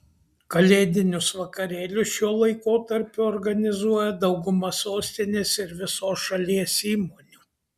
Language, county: Lithuanian, Kaunas